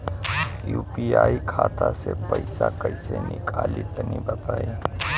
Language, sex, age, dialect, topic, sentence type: Bhojpuri, female, 25-30, Southern / Standard, banking, question